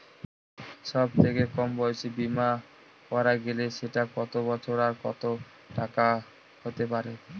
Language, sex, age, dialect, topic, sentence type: Bengali, male, 18-24, Northern/Varendri, banking, question